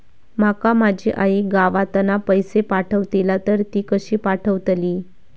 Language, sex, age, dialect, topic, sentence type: Marathi, female, 18-24, Southern Konkan, banking, question